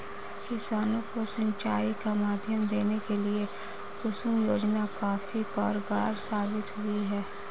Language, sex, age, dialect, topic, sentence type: Hindi, female, 18-24, Marwari Dhudhari, agriculture, statement